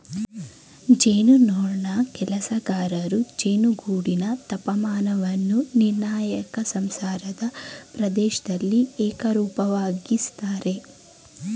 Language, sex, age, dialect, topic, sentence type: Kannada, female, 18-24, Mysore Kannada, agriculture, statement